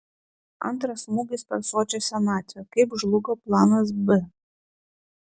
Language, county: Lithuanian, Klaipėda